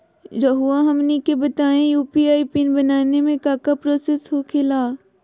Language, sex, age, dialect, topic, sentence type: Magahi, female, 60-100, Southern, banking, question